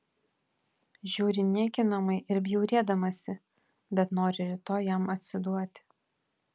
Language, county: Lithuanian, Vilnius